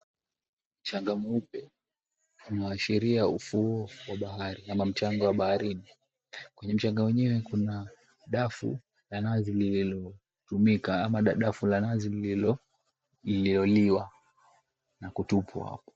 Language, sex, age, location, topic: Swahili, male, 18-24, Mombasa, government